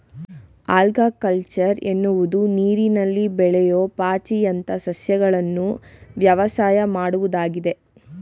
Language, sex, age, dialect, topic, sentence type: Kannada, female, 18-24, Mysore Kannada, agriculture, statement